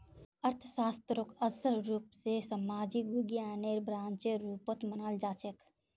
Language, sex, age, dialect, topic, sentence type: Magahi, female, 51-55, Northeastern/Surjapuri, banking, statement